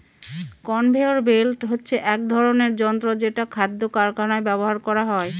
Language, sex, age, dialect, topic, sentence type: Bengali, female, 31-35, Northern/Varendri, agriculture, statement